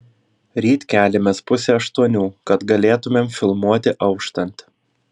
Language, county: Lithuanian, Vilnius